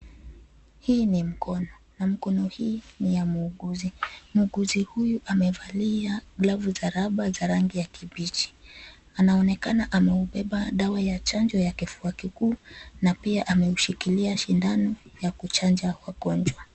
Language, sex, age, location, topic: Swahili, female, 25-35, Nairobi, health